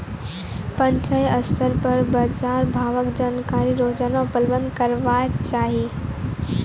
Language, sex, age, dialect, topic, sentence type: Maithili, female, 18-24, Angika, agriculture, question